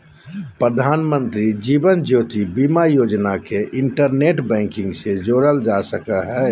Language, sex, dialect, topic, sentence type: Magahi, male, Southern, banking, statement